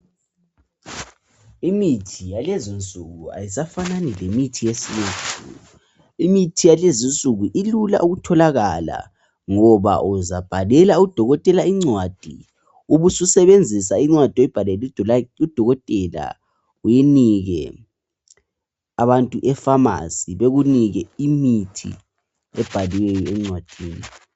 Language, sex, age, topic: North Ndebele, male, 18-24, health